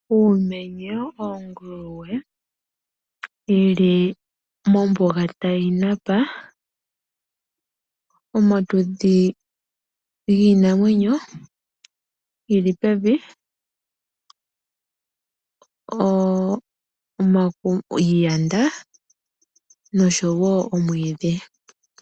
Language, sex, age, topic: Oshiwambo, female, 25-35, agriculture